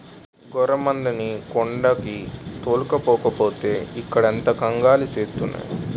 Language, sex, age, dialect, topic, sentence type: Telugu, male, 18-24, Utterandhra, agriculture, statement